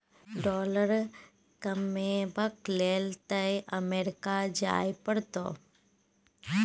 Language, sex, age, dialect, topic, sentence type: Maithili, female, 36-40, Bajjika, banking, statement